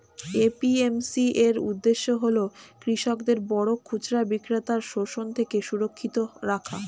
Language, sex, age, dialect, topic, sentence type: Bengali, female, 25-30, Standard Colloquial, agriculture, statement